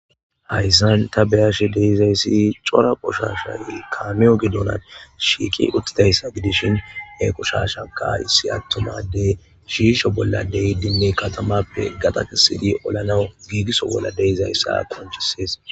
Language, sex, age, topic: Gamo, male, 18-24, government